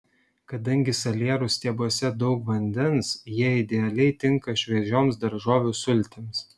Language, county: Lithuanian, Šiauliai